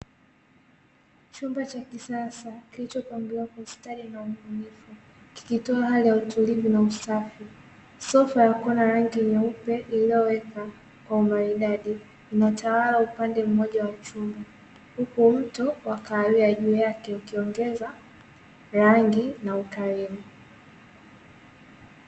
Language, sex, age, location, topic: Swahili, female, 18-24, Dar es Salaam, finance